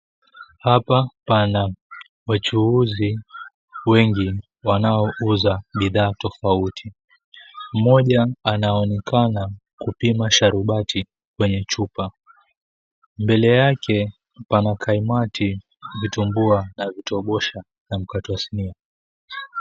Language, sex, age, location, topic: Swahili, female, 18-24, Mombasa, agriculture